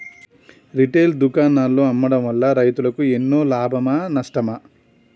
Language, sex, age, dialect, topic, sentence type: Telugu, male, 31-35, Telangana, agriculture, question